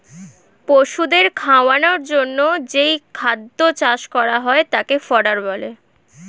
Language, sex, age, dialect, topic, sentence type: Bengali, female, 18-24, Standard Colloquial, agriculture, statement